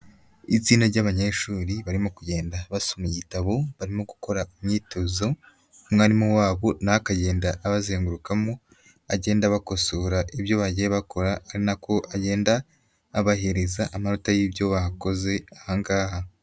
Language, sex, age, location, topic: Kinyarwanda, male, 36-49, Nyagatare, education